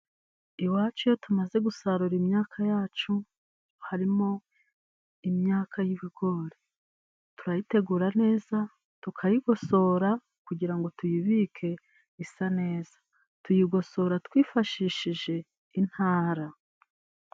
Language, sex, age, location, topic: Kinyarwanda, female, 36-49, Musanze, agriculture